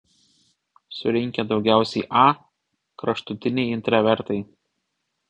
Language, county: Lithuanian, Vilnius